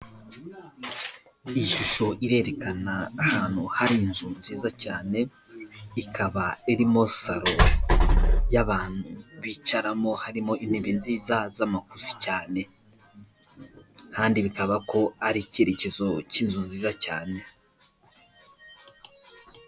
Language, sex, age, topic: Kinyarwanda, male, 18-24, finance